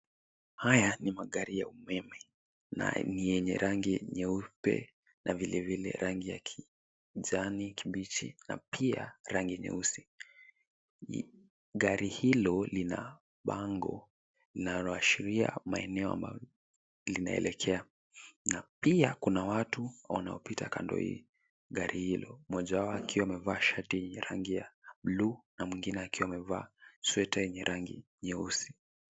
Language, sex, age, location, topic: Swahili, male, 18-24, Nairobi, government